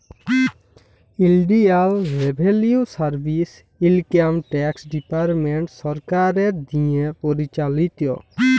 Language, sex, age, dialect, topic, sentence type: Bengali, male, 18-24, Jharkhandi, banking, statement